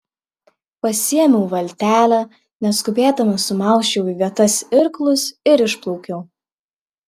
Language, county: Lithuanian, Klaipėda